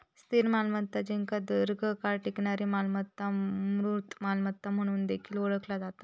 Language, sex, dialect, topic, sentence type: Marathi, female, Southern Konkan, banking, statement